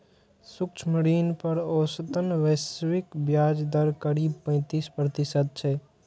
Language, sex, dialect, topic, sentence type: Maithili, male, Eastern / Thethi, banking, statement